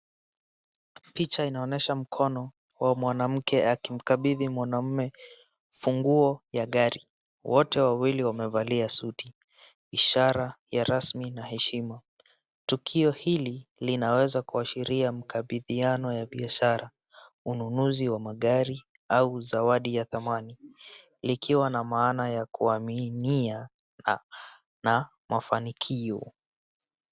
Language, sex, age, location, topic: Swahili, male, 18-24, Wajir, finance